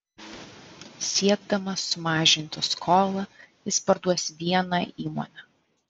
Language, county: Lithuanian, Vilnius